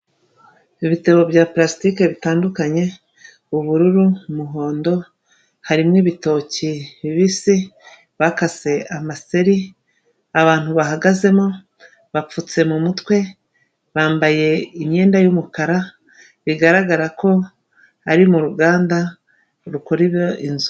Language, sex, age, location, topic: Kinyarwanda, female, 36-49, Kigali, finance